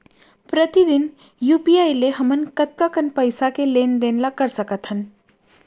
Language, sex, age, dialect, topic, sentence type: Chhattisgarhi, female, 31-35, Central, banking, question